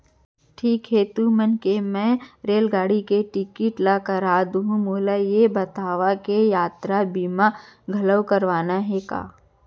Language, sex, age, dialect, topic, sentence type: Chhattisgarhi, female, 25-30, Central, banking, statement